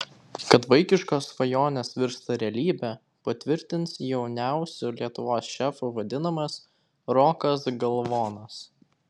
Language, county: Lithuanian, Vilnius